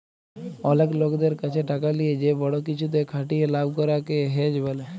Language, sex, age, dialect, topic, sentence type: Bengali, female, 41-45, Jharkhandi, banking, statement